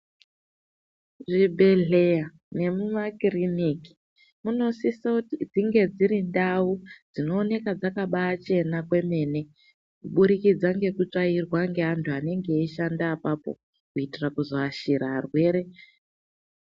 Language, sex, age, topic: Ndau, female, 18-24, health